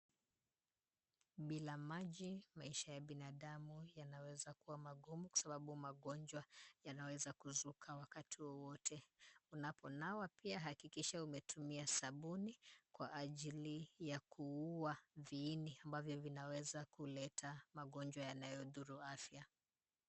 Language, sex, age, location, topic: Swahili, female, 25-35, Kisumu, health